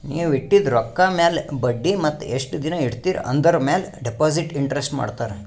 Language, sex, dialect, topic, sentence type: Kannada, male, Northeastern, banking, statement